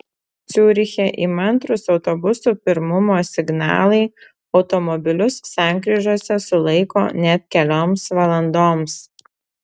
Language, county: Lithuanian, Telšiai